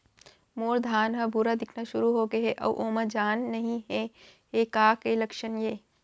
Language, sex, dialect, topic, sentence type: Chhattisgarhi, female, Central, agriculture, question